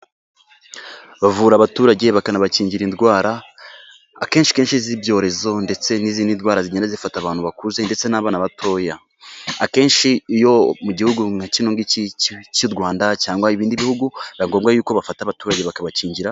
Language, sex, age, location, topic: Kinyarwanda, male, 18-24, Kigali, health